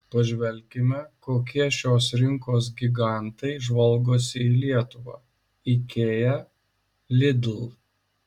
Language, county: Lithuanian, Šiauliai